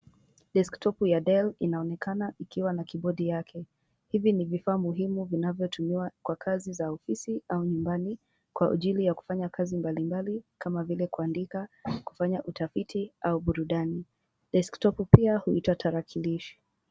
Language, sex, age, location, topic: Swahili, female, 18-24, Kisumu, education